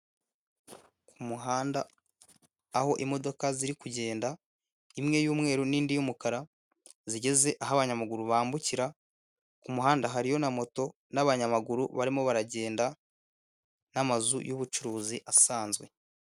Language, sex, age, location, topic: Kinyarwanda, male, 18-24, Kigali, government